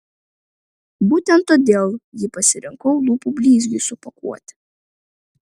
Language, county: Lithuanian, Vilnius